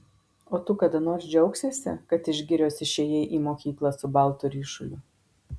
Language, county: Lithuanian, Marijampolė